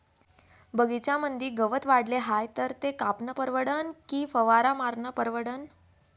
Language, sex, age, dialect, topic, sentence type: Marathi, female, 18-24, Varhadi, agriculture, question